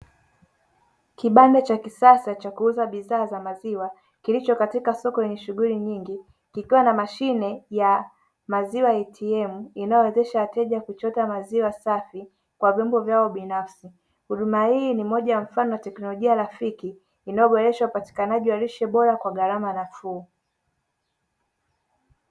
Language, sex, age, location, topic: Swahili, male, 18-24, Dar es Salaam, finance